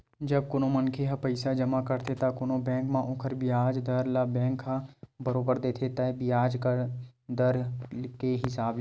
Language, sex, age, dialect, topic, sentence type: Chhattisgarhi, male, 18-24, Western/Budati/Khatahi, banking, statement